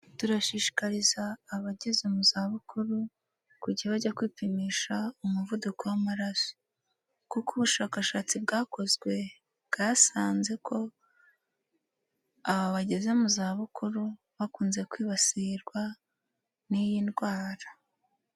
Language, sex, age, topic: Kinyarwanda, female, 18-24, health